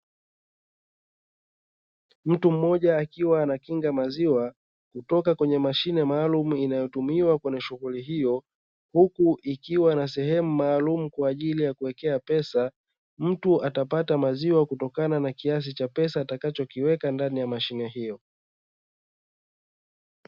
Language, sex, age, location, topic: Swahili, male, 36-49, Dar es Salaam, finance